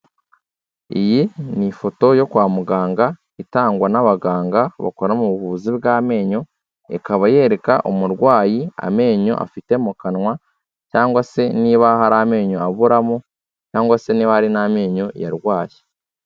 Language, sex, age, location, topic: Kinyarwanda, male, 18-24, Kigali, health